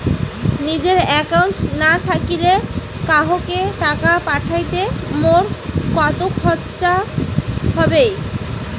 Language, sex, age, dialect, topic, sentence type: Bengali, female, 18-24, Rajbangshi, banking, question